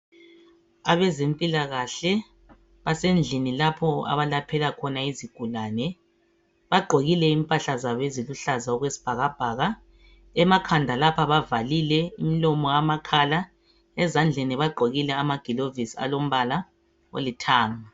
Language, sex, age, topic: North Ndebele, male, 36-49, health